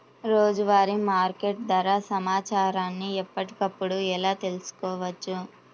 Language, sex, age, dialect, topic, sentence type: Telugu, female, 18-24, Central/Coastal, agriculture, question